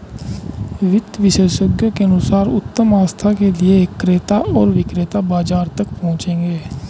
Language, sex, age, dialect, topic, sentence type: Hindi, male, 25-30, Hindustani Malvi Khadi Boli, banking, statement